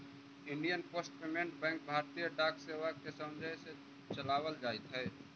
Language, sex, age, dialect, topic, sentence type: Magahi, male, 18-24, Central/Standard, banking, statement